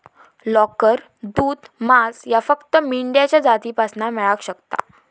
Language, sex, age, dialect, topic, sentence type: Marathi, female, 18-24, Southern Konkan, agriculture, statement